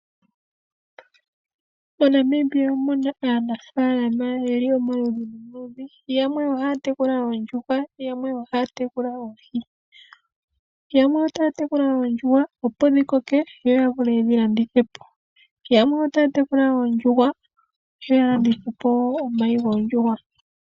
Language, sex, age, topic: Oshiwambo, female, 25-35, agriculture